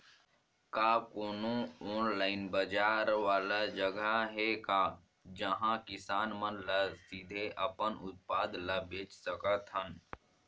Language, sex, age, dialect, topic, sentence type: Chhattisgarhi, male, 46-50, Northern/Bhandar, agriculture, statement